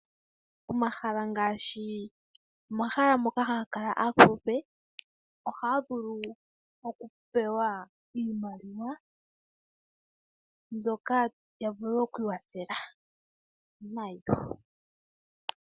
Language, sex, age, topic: Oshiwambo, female, 18-24, finance